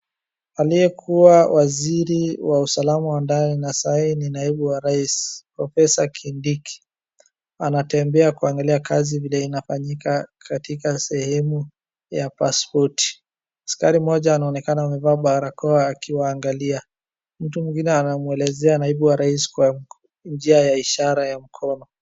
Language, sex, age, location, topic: Swahili, female, 25-35, Wajir, government